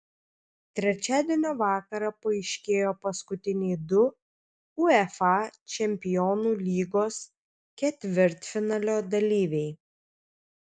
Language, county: Lithuanian, Kaunas